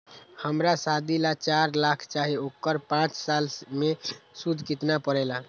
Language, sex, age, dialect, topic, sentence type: Magahi, male, 18-24, Western, banking, question